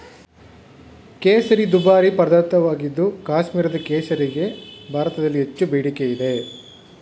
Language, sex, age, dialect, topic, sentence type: Kannada, male, 36-40, Mysore Kannada, agriculture, statement